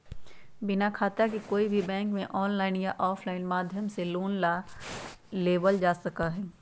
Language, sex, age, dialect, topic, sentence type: Magahi, female, 31-35, Western, banking, statement